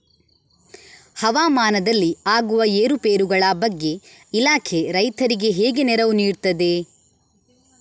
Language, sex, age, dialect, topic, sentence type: Kannada, female, 25-30, Coastal/Dakshin, agriculture, question